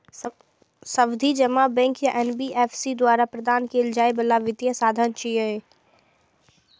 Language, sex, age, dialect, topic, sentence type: Maithili, female, 18-24, Eastern / Thethi, banking, statement